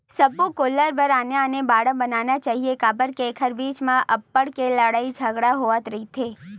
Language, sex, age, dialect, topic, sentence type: Chhattisgarhi, female, 18-24, Western/Budati/Khatahi, agriculture, statement